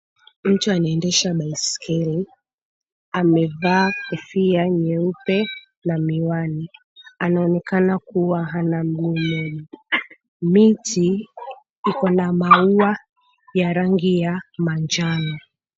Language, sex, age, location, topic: Swahili, female, 18-24, Mombasa, education